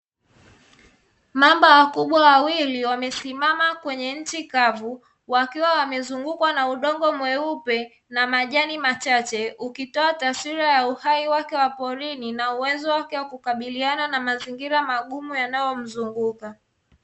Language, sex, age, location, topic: Swahili, female, 25-35, Dar es Salaam, agriculture